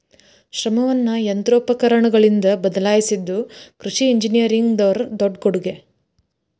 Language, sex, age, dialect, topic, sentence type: Kannada, female, 18-24, Dharwad Kannada, agriculture, statement